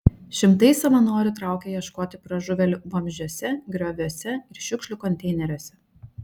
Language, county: Lithuanian, Šiauliai